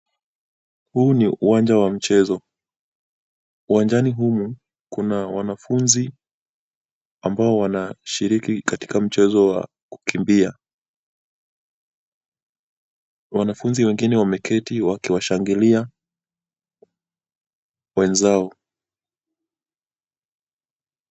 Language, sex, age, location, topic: Swahili, male, 25-35, Kisumu, education